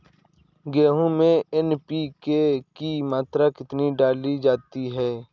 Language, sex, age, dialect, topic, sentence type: Hindi, male, 18-24, Awadhi Bundeli, agriculture, question